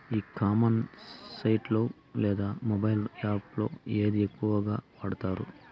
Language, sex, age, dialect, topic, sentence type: Telugu, male, 36-40, Southern, agriculture, question